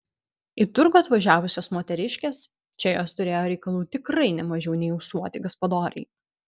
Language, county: Lithuanian, Vilnius